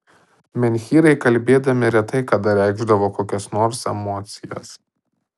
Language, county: Lithuanian, Tauragė